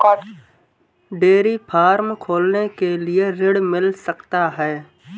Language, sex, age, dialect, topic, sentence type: Hindi, male, 18-24, Marwari Dhudhari, banking, question